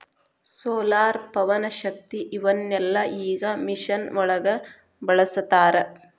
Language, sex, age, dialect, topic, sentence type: Kannada, female, 36-40, Dharwad Kannada, agriculture, statement